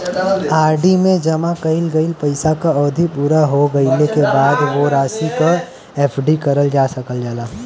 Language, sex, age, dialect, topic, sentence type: Bhojpuri, male, 18-24, Western, banking, statement